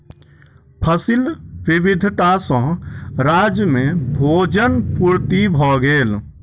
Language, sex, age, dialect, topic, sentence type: Maithili, male, 25-30, Southern/Standard, agriculture, statement